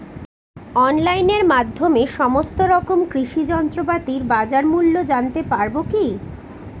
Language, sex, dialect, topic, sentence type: Bengali, female, Northern/Varendri, agriculture, question